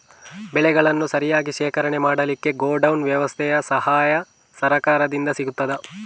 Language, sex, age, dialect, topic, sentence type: Kannada, male, 18-24, Coastal/Dakshin, agriculture, question